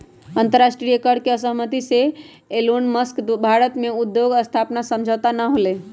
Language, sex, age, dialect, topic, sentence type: Magahi, male, 18-24, Western, banking, statement